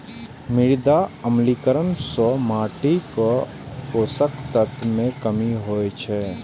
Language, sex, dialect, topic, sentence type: Maithili, male, Eastern / Thethi, agriculture, statement